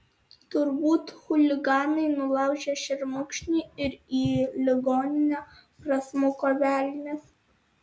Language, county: Lithuanian, Alytus